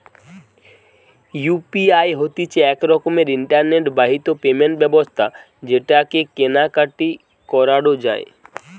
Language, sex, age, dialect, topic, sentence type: Bengali, male, 18-24, Western, banking, statement